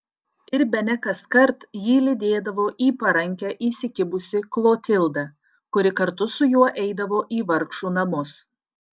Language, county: Lithuanian, Utena